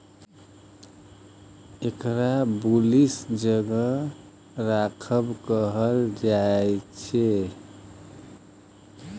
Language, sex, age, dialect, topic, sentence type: Maithili, male, 36-40, Bajjika, banking, statement